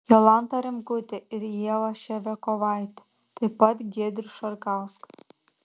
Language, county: Lithuanian, Šiauliai